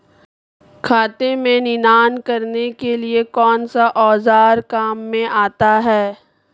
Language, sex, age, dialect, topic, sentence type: Hindi, female, 25-30, Marwari Dhudhari, agriculture, question